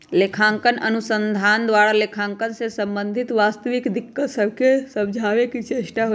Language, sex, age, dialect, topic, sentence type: Magahi, female, 31-35, Western, banking, statement